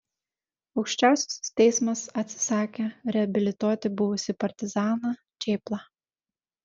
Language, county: Lithuanian, Šiauliai